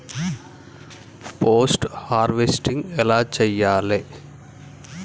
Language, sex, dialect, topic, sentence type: Telugu, male, Telangana, agriculture, question